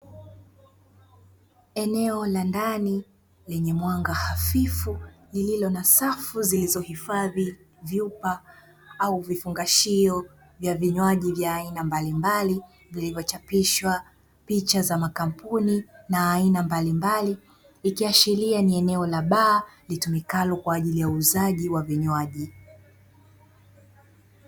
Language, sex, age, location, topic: Swahili, female, 25-35, Dar es Salaam, finance